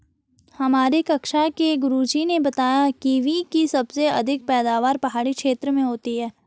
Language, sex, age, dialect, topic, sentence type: Hindi, female, 31-35, Garhwali, agriculture, statement